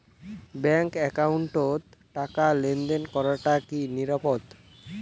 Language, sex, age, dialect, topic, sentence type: Bengali, male, <18, Rajbangshi, banking, question